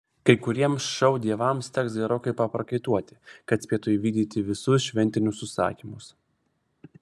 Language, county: Lithuanian, Vilnius